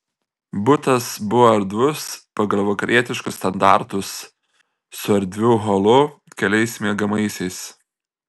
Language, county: Lithuanian, Telšiai